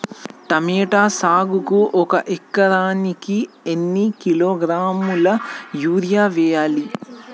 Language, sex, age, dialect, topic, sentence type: Telugu, male, 18-24, Telangana, agriculture, question